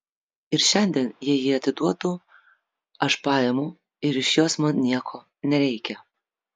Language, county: Lithuanian, Vilnius